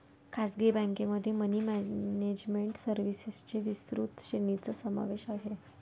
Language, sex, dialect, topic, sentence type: Marathi, female, Varhadi, banking, statement